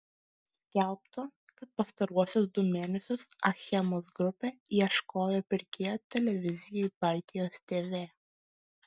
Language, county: Lithuanian, Klaipėda